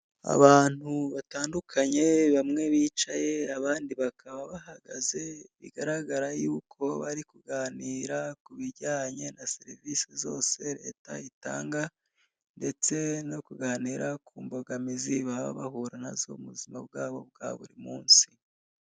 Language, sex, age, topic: Kinyarwanda, female, 25-35, government